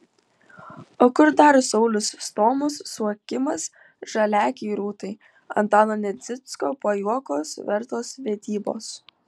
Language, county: Lithuanian, Utena